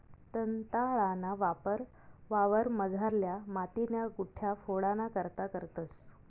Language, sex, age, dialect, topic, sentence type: Marathi, female, 31-35, Northern Konkan, agriculture, statement